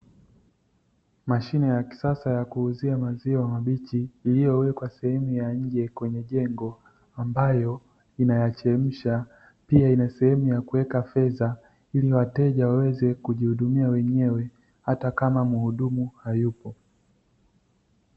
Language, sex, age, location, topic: Swahili, male, 36-49, Dar es Salaam, finance